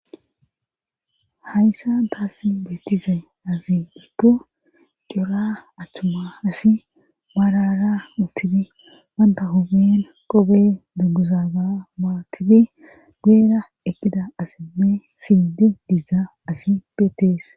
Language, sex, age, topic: Gamo, female, 25-35, government